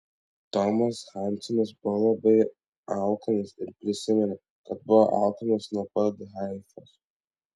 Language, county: Lithuanian, Vilnius